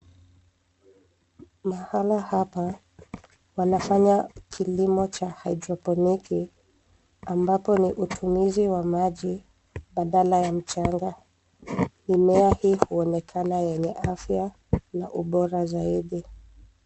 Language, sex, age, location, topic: Swahili, female, 25-35, Nairobi, agriculture